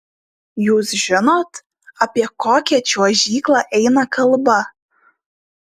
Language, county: Lithuanian, Šiauliai